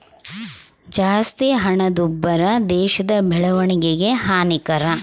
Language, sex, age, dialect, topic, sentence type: Kannada, female, 36-40, Central, banking, statement